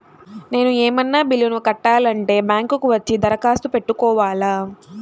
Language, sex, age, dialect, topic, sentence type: Telugu, female, 18-24, Central/Coastal, banking, question